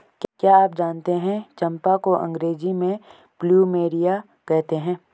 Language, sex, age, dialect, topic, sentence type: Hindi, male, 25-30, Garhwali, agriculture, statement